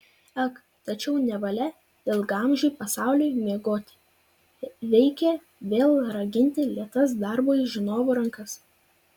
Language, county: Lithuanian, Vilnius